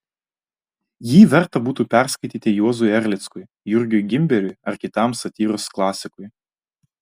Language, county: Lithuanian, Vilnius